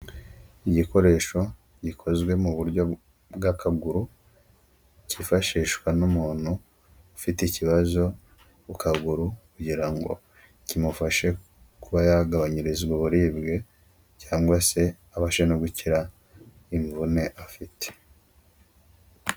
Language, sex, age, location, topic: Kinyarwanda, male, 25-35, Huye, health